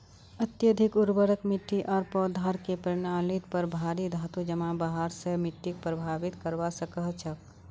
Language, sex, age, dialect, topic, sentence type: Magahi, female, 46-50, Northeastern/Surjapuri, agriculture, statement